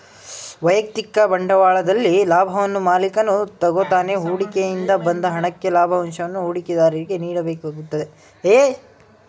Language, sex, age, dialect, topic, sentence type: Kannada, male, 18-24, Mysore Kannada, banking, statement